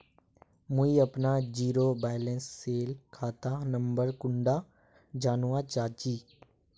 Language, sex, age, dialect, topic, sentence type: Magahi, male, 18-24, Northeastern/Surjapuri, banking, question